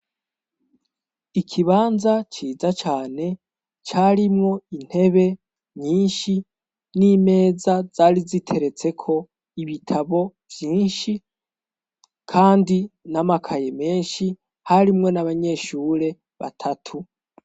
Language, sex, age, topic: Rundi, male, 18-24, education